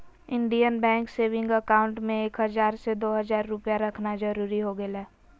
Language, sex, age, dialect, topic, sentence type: Magahi, female, 18-24, Southern, banking, statement